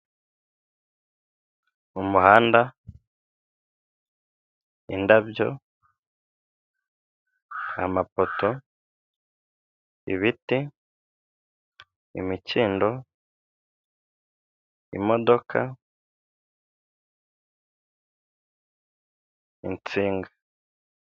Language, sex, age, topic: Kinyarwanda, male, 25-35, government